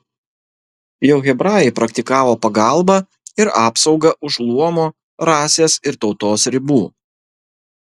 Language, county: Lithuanian, Kaunas